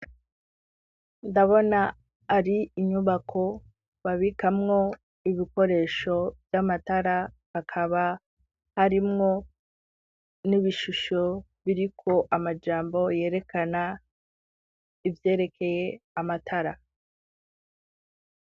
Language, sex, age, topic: Rundi, female, 18-24, education